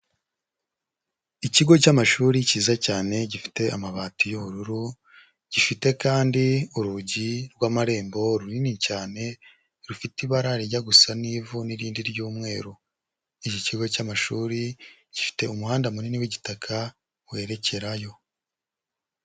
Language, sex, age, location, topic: Kinyarwanda, male, 25-35, Huye, education